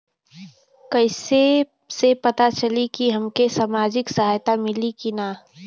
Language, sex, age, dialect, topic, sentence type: Bhojpuri, female, 18-24, Western, banking, question